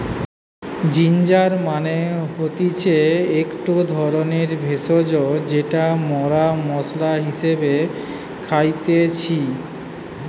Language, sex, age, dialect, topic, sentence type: Bengali, male, 46-50, Western, agriculture, statement